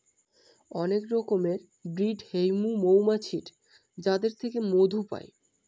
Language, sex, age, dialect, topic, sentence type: Bengali, male, 18-24, Northern/Varendri, agriculture, statement